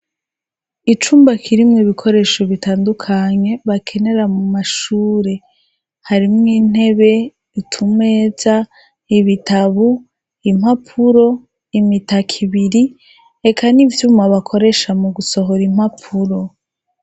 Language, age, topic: Rundi, 25-35, education